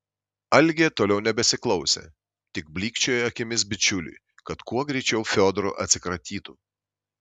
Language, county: Lithuanian, Šiauliai